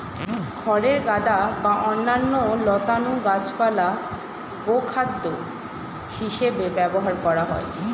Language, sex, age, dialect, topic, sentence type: Bengali, female, 18-24, Standard Colloquial, agriculture, statement